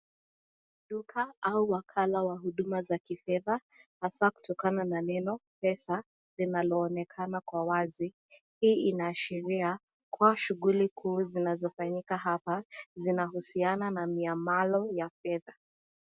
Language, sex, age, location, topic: Swahili, female, 18-24, Nakuru, finance